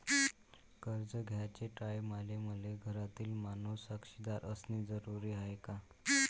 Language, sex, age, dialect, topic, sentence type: Marathi, male, 25-30, Varhadi, banking, question